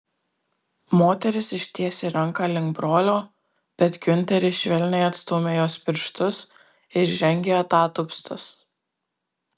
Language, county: Lithuanian, Marijampolė